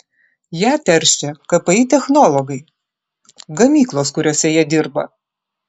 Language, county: Lithuanian, Klaipėda